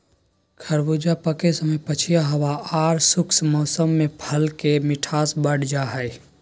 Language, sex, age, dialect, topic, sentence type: Magahi, male, 56-60, Southern, agriculture, statement